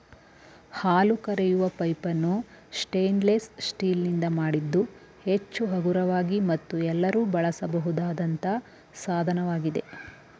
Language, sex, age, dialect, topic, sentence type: Kannada, male, 18-24, Mysore Kannada, agriculture, statement